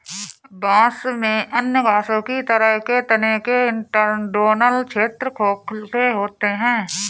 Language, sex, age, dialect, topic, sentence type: Hindi, female, 31-35, Awadhi Bundeli, agriculture, statement